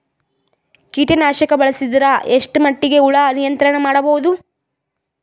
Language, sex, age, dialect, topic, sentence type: Kannada, female, 18-24, Northeastern, agriculture, question